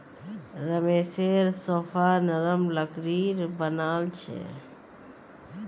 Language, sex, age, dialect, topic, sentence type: Magahi, female, 36-40, Northeastern/Surjapuri, agriculture, statement